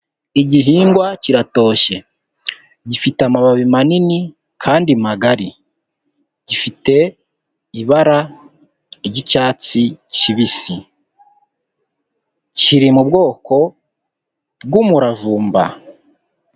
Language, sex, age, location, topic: Kinyarwanda, male, 18-24, Huye, health